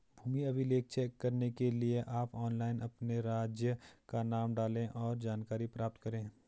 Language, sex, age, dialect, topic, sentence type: Hindi, male, 25-30, Garhwali, agriculture, statement